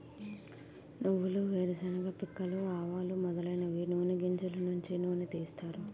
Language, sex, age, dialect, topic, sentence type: Telugu, female, 25-30, Utterandhra, agriculture, statement